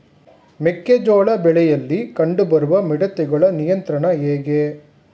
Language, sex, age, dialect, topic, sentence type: Kannada, male, 51-55, Mysore Kannada, agriculture, question